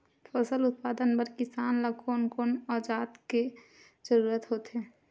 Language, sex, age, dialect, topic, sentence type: Chhattisgarhi, female, 31-35, Western/Budati/Khatahi, agriculture, question